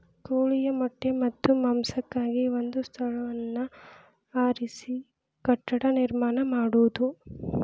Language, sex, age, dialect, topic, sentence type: Kannada, male, 25-30, Dharwad Kannada, agriculture, statement